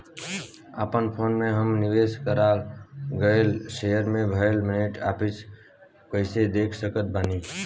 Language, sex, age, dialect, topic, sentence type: Bhojpuri, male, 18-24, Southern / Standard, banking, question